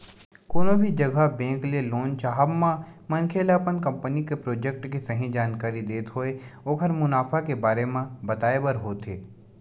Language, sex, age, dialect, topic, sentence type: Chhattisgarhi, male, 18-24, Western/Budati/Khatahi, banking, statement